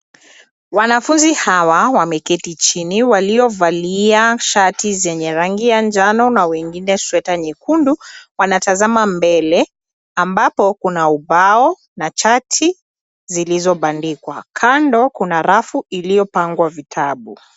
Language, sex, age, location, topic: Swahili, female, 25-35, Nairobi, education